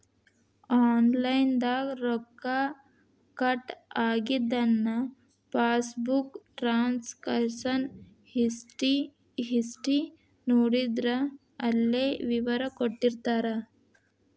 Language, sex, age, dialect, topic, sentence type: Kannada, female, 18-24, Dharwad Kannada, banking, statement